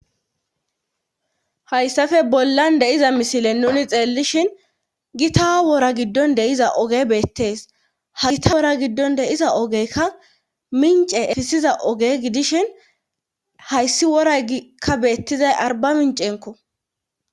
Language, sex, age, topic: Gamo, female, 25-35, government